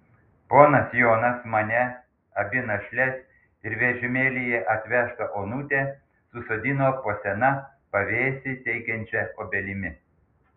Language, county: Lithuanian, Panevėžys